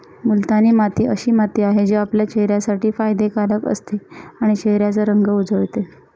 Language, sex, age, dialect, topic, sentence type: Marathi, female, 31-35, Northern Konkan, agriculture, statement